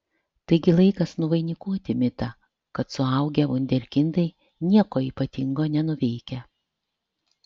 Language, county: Lithuanian, Alytus